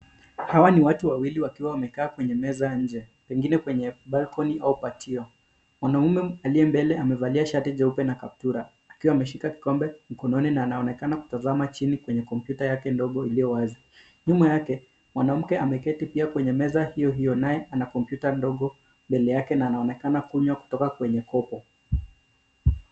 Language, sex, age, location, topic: Swahili, male, 25-35, Nairobi, education